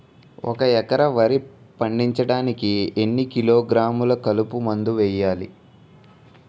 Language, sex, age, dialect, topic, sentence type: Telugu, male, 18-24, Utterandhra, agriculture, question